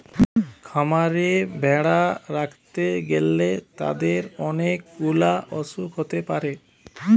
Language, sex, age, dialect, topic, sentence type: Bengali, male, 31-35, Western, agriculture, statement